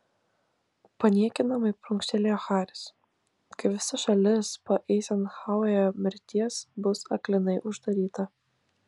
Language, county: Lithuanian, Klaipėda